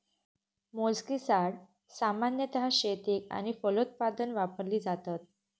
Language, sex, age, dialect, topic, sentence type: Marathi, female, 18-24, Southern Konkan, agriculture, statement